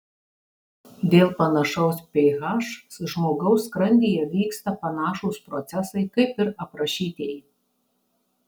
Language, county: Lithuanian, Marijampolė